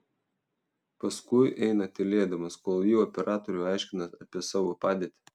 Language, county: Lithuanian, Telšiai